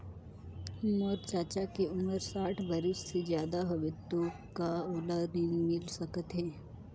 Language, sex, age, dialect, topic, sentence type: Chhattisgarhi, female, 18-24, Northern/Bhandar, banking, statement